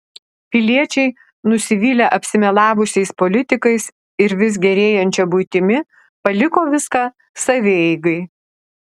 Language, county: Lithuanian, Alytus